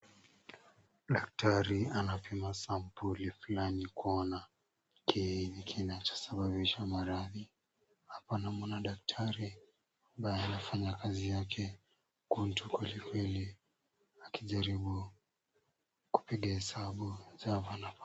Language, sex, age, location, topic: Swahili, male, 18-24, Kisumu, health